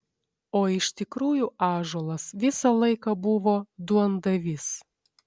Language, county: Lithuanian, Šiauliai